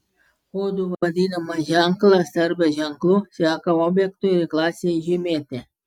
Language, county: Lithuanian, Klaipėda